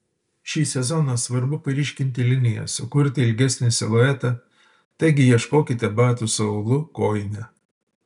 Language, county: Lithuanian, Utena